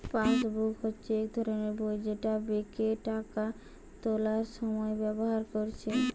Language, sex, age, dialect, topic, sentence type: Bengali, female, 18-24, Western, banking, statement